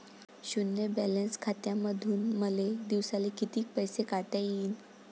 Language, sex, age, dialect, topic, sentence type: Marathi, female, 46-50, Varhadi, banking, question